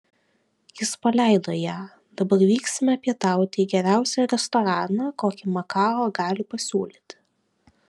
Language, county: Lithuanian, Vilnius